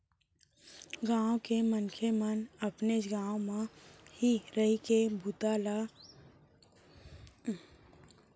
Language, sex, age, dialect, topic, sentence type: Chhattisgarhi, female, 18-24, Central, banking, statement